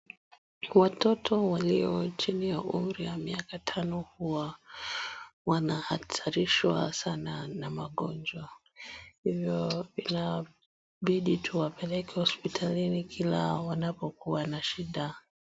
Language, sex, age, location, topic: Swahili, female, 25-35, Wajir, health